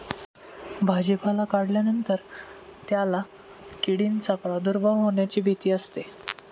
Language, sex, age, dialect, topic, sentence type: Marathi, male, 18-24, Standard Marathi, agriculture, statement